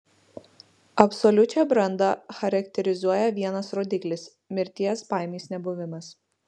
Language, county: Lithuanian, Marijampolė